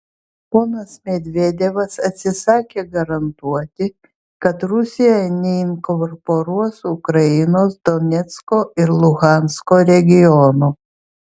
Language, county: Lithuanian, Vilnius